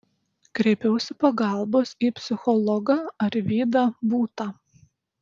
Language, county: Lithuanian, Utena